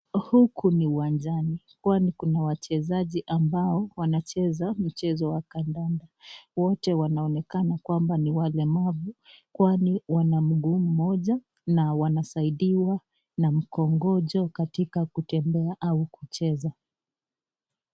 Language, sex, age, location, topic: Swahili, female, 25-35, Nakuru, education